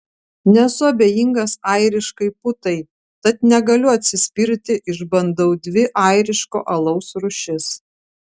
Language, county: Lithuanian, Vilnius